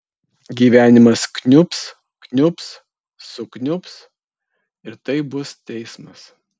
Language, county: Lithuanian, Kaunas